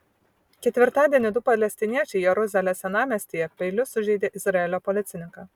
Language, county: Lithuanian, Vilnius